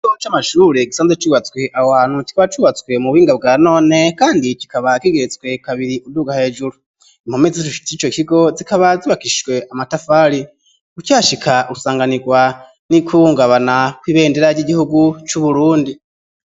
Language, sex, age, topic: Rundi, male, 25-35, education